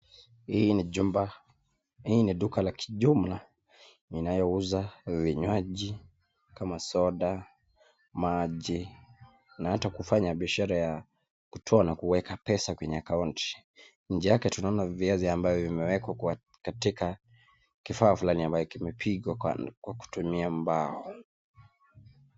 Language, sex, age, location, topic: Swahili, male, 25-35, Nakuru, finance